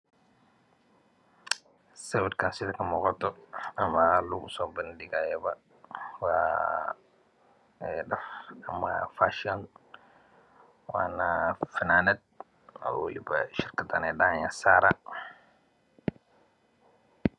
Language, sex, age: Somali, male, 25-35